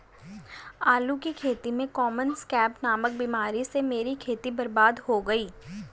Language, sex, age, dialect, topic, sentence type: Hindi, female, 18-24, Hindustani Malvi Khadi Boli, agriculture, statement